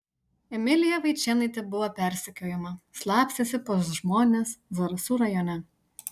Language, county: Lithuanian, Utena